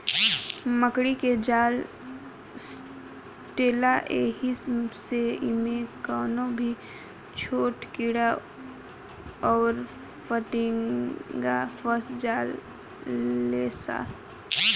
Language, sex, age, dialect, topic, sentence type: Bhojpuri, female, 18-24, Southern / Standard, agriculture, statement